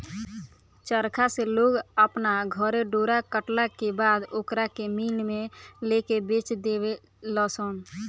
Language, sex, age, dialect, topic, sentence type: Bhojpuri, female, <18, Southern / Standard, agriculture, statement